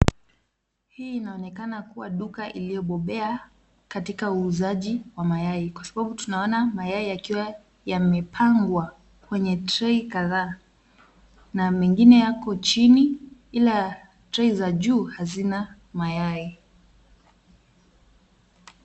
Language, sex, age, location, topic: Swahili, female, 25-35, Kisumu, finance